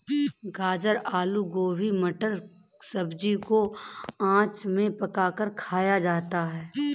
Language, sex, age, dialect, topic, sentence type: Hindi, female, 31-35, Marwari Dhudhari, agriculture, statement